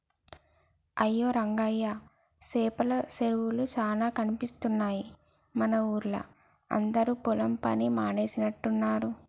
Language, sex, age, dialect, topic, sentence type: Telugu, female, 25-30, Telangana, agriculture, statement